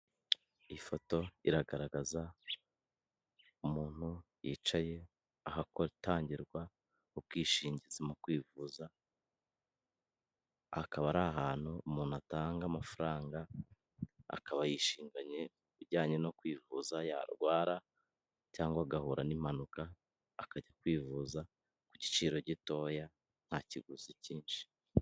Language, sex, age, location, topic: Kinyarwanda, male, 25-35, Kigali, finance